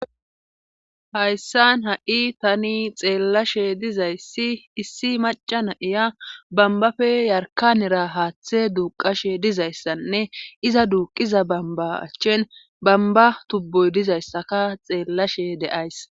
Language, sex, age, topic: Gamo, female, 25-35, government